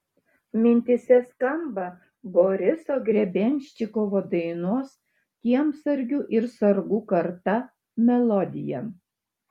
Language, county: Lithuanian, Šiauliai